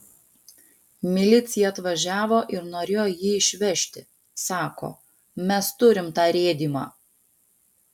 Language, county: Lithuanian, Panevėžys